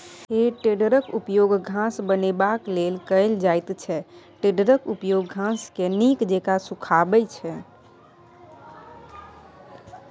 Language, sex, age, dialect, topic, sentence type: Maithili, female, 25-30, Bajjika, agriculture, statement